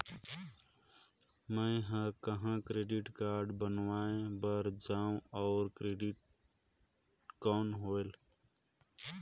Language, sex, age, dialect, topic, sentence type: Chhattisgarhi, male, 25-30, Northern/Bhandar, banking, question